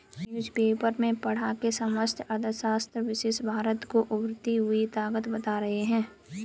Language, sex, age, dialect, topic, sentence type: Hindi, male, 36-40, Kanauji Braj Bhasha, banking, statement